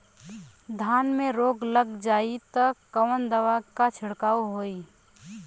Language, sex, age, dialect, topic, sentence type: Bhojpuri, female, 25-30, Western, agriculture, question